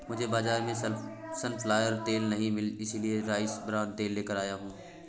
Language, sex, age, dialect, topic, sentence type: Hindi, male, 18-24, Awadhi Bundeli, agriculture, statement